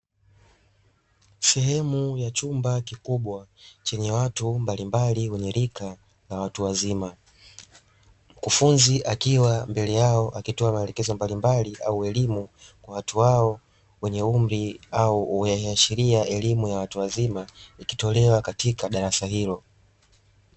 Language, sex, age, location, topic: Swahili, male, 25-35, Dar es Salaam, education